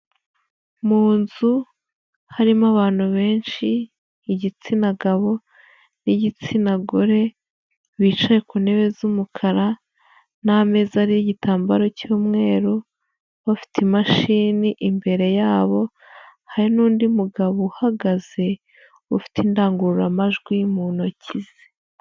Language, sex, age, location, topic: Kinyarwanda, female, 25-35, Huye, government